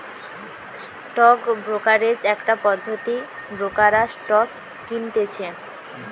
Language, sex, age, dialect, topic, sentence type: Bengali, female, 18-24, Western, banking, statement